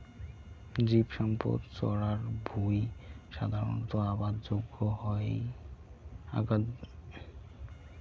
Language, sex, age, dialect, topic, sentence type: Bengali, male, 60-100, Rajbangshi, agriculture, statement